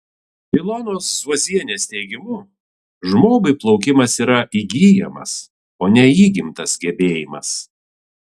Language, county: Lithuanian, Vilnius